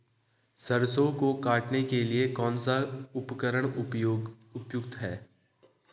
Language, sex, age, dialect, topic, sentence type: Hindi, male, 25-30, Hindustani Malvi Khadi Boli, agriculture, question